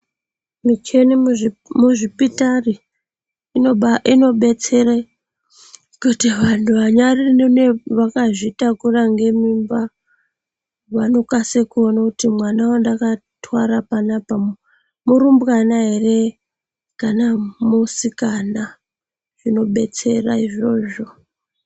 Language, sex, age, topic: Ndau, female, 25-35, health